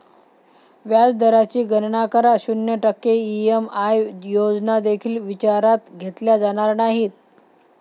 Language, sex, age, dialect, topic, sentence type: Marathi, female, 25-30, Varhadi, banking, statement